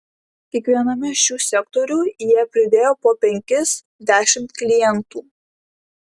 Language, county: Lithuanian, Klaipėda